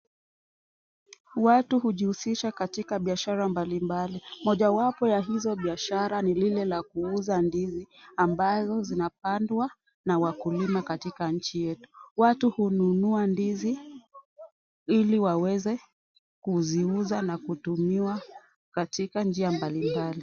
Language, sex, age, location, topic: Swahili, female, 18-24, Kisumu, agriculture